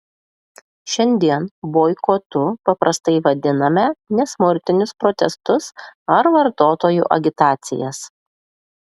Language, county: Lithuanian, Klaipėda